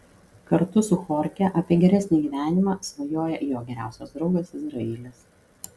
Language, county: Lithuanian, Kaunas